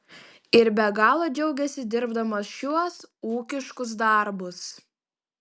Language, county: Lithuanian, Panevėžys